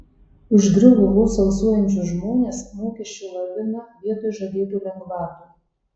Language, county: Lithuanian, Marijampolė